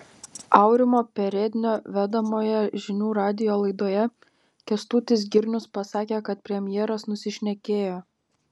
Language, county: Lithuanian, Panevėžys